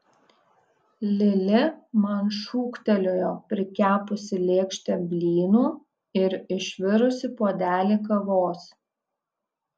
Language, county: Lithuanian, Kaunas